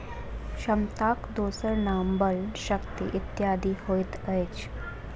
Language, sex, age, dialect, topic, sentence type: Maithili, female, 25-30, Southern/Standard, agriculture, statement